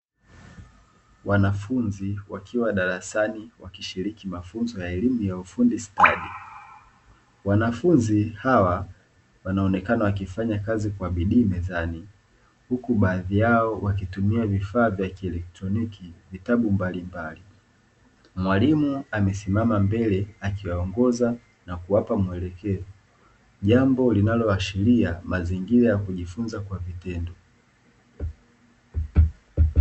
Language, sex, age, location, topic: Swahili, male, 25-35, Dar es Salaam, education